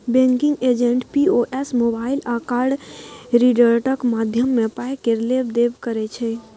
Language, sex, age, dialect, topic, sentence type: Maithili, female, 18-24, Bajjika, banking, statement